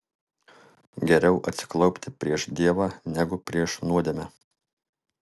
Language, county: Lithuanian, Alytus